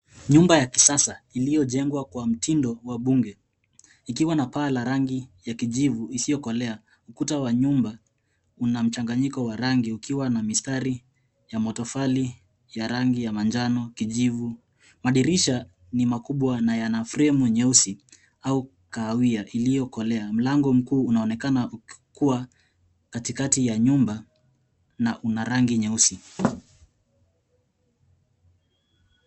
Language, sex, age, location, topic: Swahili, male, 18-24, Nairobi, finance